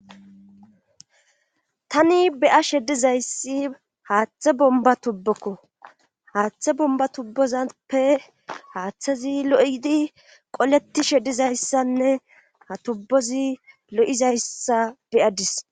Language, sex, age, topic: Gamo, female, 25-35, government